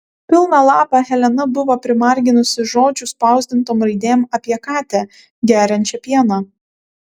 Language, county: Lithuanian, Kaunas